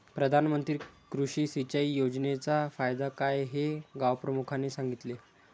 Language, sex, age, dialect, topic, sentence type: Marathi, male, 25-30, Standard Marathi, agriculture, statement